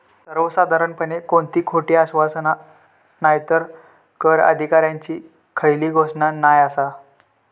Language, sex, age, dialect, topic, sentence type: Marathi, male, 31-35, Southern Konkan, banking, statement